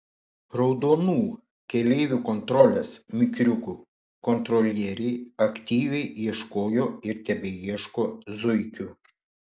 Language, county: Lithuanian, Šiauliai